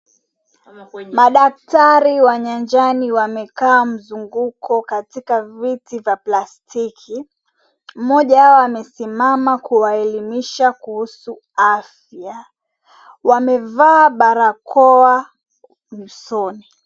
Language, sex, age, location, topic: Swahili, female, 18-24, Mombasa, health